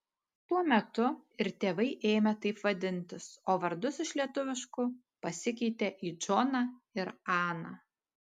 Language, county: Lithuanian, Panevėžys